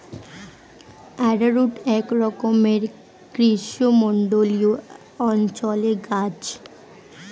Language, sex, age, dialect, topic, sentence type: Bengali, female, 18-24, Standard Colloquial, agriculture, statement